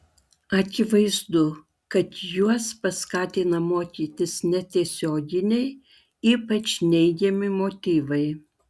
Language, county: Lithuanian, Klaipėda